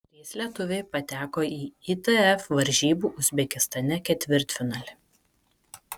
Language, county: Lithuanian, Kaunas